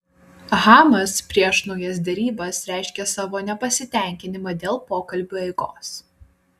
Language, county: Lithuanian, Vilnius